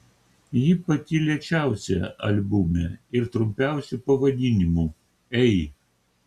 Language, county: Lithuanian, Kaunas